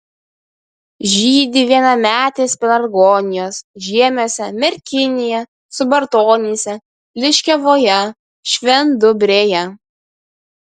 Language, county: Lithuanian, Kaunas